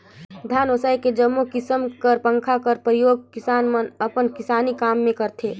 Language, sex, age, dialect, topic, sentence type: Chhattisgarhi, female, 25-30, Northern/Bhandar, agriculture, statement